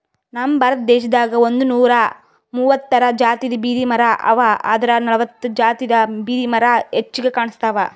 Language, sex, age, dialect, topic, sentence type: Kannada, female, 18-24, Northeastern, agriculture, statement